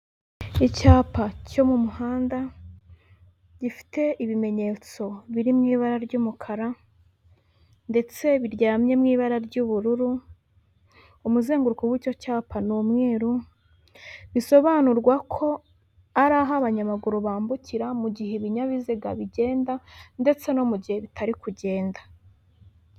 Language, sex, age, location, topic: Kinyarwanda, female, 18-24, Huye, government